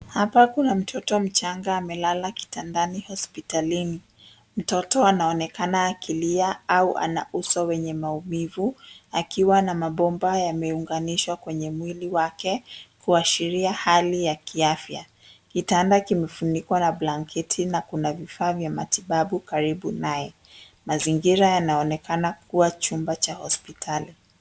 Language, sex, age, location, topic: Swahili, female, 25-35, Nairobi, health